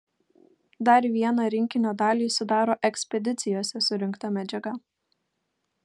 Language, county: Lithuanian, Kaunas